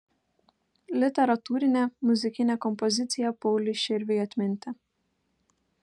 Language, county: Lithuanian, Kaunas